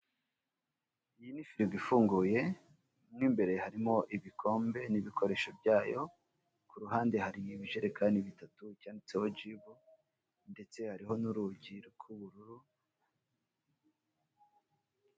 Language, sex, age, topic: Kinyarwanda, male, 36-49, finance